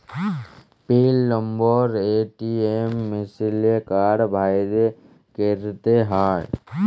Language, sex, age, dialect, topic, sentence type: Bengali, male, 18-24, Jharkhandi, banking, statement